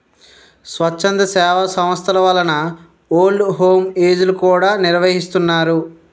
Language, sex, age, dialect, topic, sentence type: Telugu, male, 60-100, Utterandhra, banking, statement